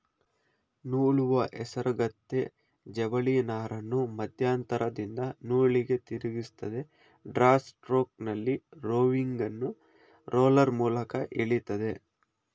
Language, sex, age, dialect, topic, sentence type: Kannada, male, 25-30, Mysore Kannada, agriculture, statement